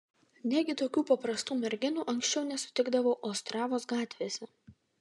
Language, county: Lithuanian, Vilnius